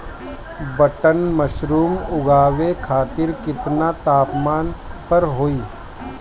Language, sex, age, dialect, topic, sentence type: Bhojpuri, male, 60-100, Northern, agriculture, question